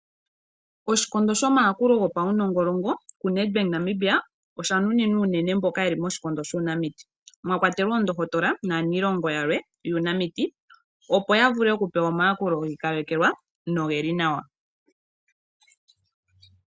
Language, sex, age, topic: Oshiwambo, female, 18-24, finance